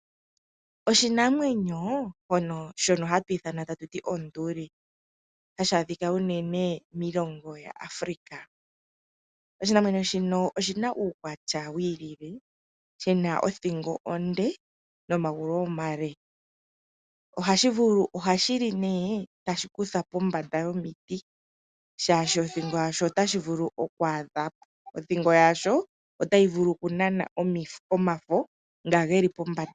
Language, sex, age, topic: Oshiwambo, female, 25-35, agriculture